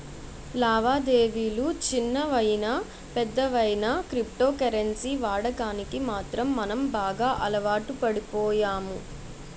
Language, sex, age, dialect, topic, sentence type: Telugu, male, 51-55, Utterandhra, banking, statement